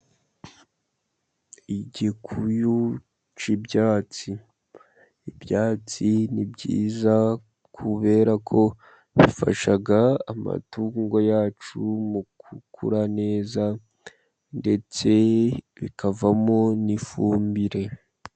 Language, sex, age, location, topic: Kinyarwanda, male, 50+, Musanze, agriculture